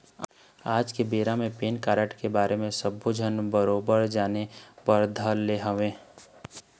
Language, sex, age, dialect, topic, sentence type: Chhattisgarhi, male, 25-30, Eastern, banking, statement